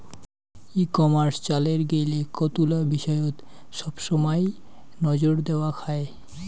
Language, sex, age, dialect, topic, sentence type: Bengali, male, 60-100, Rajbangshi, agriculture, statement